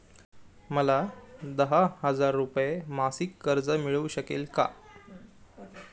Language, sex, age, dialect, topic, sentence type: Marathi, male, 18-24, Standard Marathi, banking, question